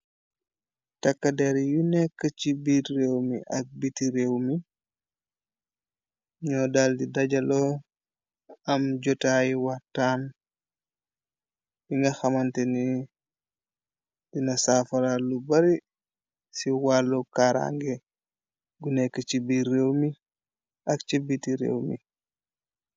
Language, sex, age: Wolof, male, 25-35